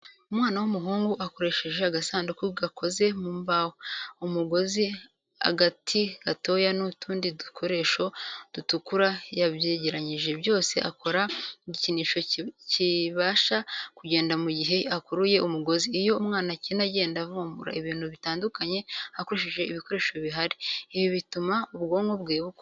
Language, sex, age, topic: Kinyarwanda, female, 18-24, education